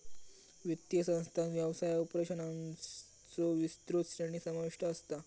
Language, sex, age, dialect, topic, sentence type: Marathi, male, 36-40, Southern Konkan, banking, statement